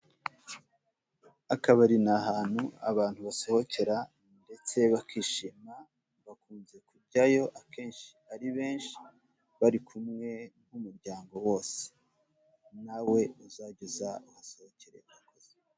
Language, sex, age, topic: Kinyarwanda, male, 36-49, finance